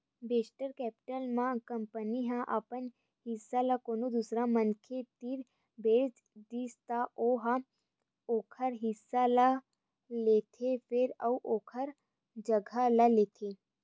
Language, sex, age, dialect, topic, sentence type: Chhattisgarhi, female, 25-30, Western/Budati/Khatahi, banking, statement